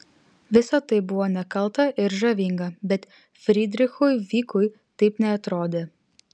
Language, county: Lithuanian, Vilnius